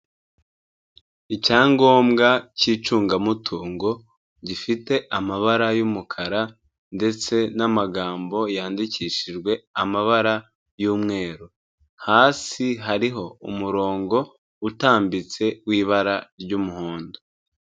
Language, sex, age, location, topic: Kinyarwanda, female, 25-35, Kigali, finance